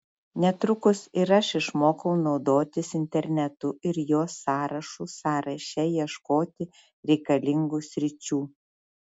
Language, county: Lithuanian, Šiauliai